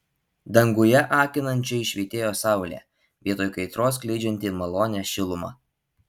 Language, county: Lithuanian, Alytus